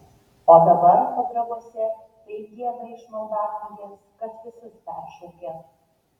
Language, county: Lithuanian, Vilnius